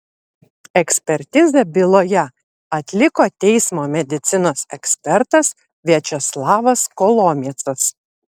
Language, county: Lithuanian, Vilnius